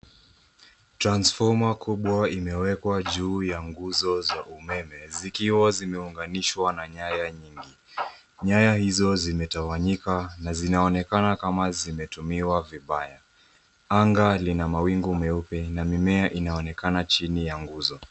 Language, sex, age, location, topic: Swahili, female, 18-24, Nairobi, government